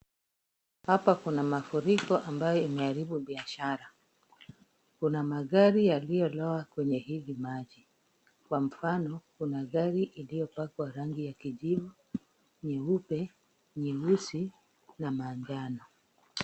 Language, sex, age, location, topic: Swahili, female, 36-49, Kisumu, finance